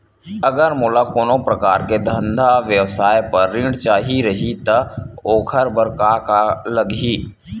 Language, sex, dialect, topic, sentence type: Chhattisgarhi, male, Western/Budati/Khatahi, banking, question